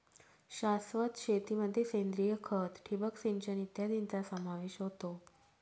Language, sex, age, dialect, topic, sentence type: Marathi, female, 36-40, Northern Konkan, agriculture, statement